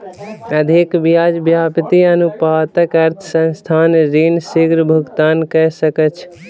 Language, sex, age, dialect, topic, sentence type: Maithili, male, 36-40, Southern/Standard, banking, statement